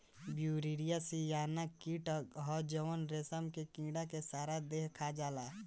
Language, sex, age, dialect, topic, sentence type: Bhojpuri, male, 18-24, Southern / Standard, agriculture, statement